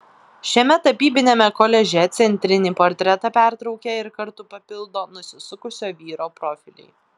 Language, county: Lithuanian, Klaipėda